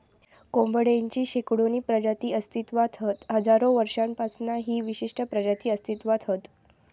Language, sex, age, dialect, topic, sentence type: Marathi, female, 46-50, Southern Konkan, agriculture, statement